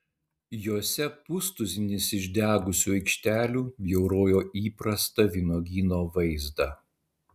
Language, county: Lithuanian, Utena